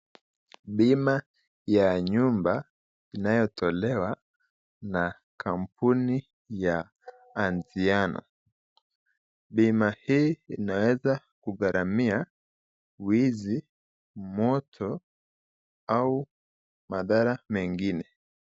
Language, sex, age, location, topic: Swahili, male, 18-24, Nakuru, finance